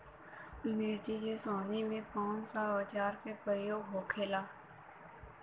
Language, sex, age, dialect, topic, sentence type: Bhojpuri, female, 18-24, Western, agriculture, question